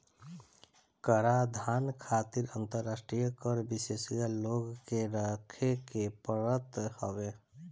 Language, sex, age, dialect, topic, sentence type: Bhojpuri, female, 25-30, Northern, banking, statement